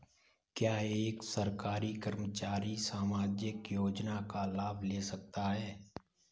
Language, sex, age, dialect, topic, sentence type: Hindi, male, 18-24, Kanauji Braj Bhasha, banking, question